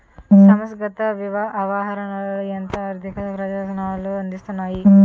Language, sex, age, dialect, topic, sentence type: Telugu, female, 18-24, Utterandhra, banking, statement